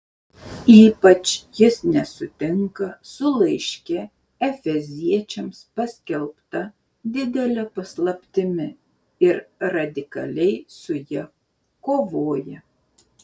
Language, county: Lithuanian, Šiauliai